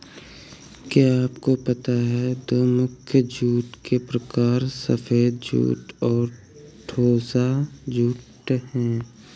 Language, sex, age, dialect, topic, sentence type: Hindi, male, 18-24, Awadhi Bundeli, agriculture, statement